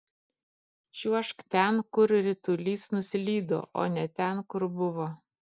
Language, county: Lithuanian, Kaunas